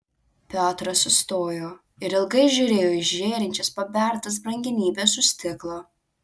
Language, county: Lithuanian, Alytus